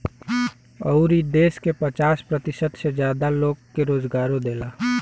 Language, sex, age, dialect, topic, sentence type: Bhojpuri, male, 18-24, Western, agriculture, statement